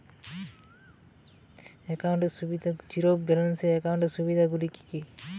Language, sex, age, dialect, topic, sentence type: Bengali, male, 18-24, Western, banking, question